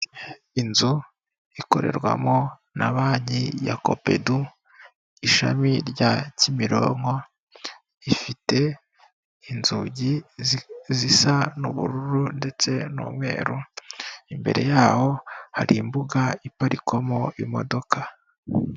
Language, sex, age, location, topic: Kinyarwanda, female, 18-24, Kigali, finance